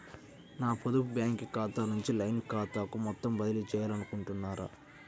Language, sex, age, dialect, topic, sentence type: Telugu, male, 60-100, Central/Coastal, banking, question